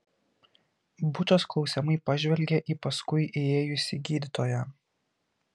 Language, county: Lithuanian, Kaunas